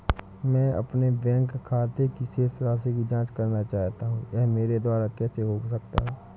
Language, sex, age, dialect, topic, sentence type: Hindi, male, 18-24, Awadhi Bundeli, banking, question